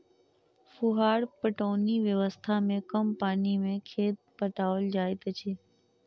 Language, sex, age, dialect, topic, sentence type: Maithili, female, 46-50, Southern/Standard, agriculture, statement